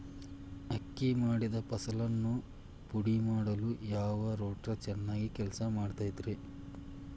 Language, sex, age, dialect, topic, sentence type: Kannada, male, 36-40, Dharwad Kannada, agriculture, question